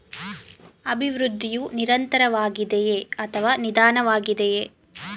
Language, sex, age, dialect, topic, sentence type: Kannada, female, 18-24, Mysore Kannada, banking, question